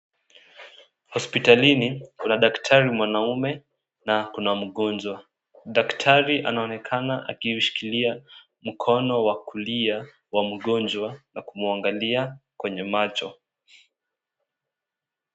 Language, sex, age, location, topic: Swahili, male, 18-24, Kisii, health